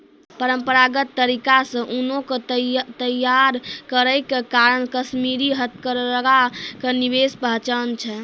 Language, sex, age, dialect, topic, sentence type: Maithili, female, 18-24, Angika, agriculture, statement